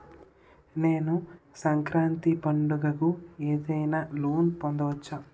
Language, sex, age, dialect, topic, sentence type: Telugu, male, 18-24, Utterandhra, banking, question